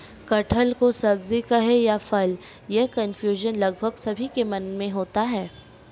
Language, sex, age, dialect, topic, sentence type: Hindi, female, 18-24, Marwari Dhudhari, agriculture, statement